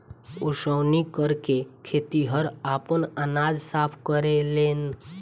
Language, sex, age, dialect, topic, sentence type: Bhojpuri, female, 18-24, Southern / Standard, agriculture, statement